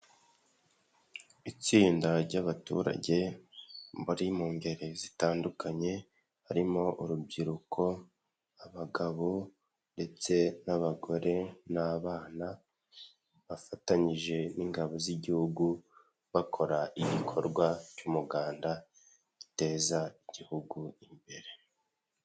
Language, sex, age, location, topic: Kinyarwanda, male, 18-24, Nyagatare, government